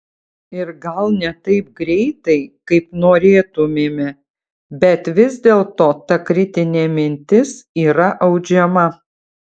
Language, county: Lithuanian, Utena